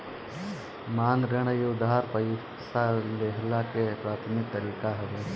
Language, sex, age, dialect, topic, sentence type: Bhojpuri, male, 25-30, Northern, banking, statement